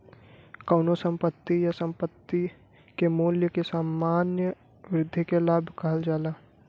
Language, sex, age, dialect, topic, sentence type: Bhojpuri, male, 18-24, Western, banking, statement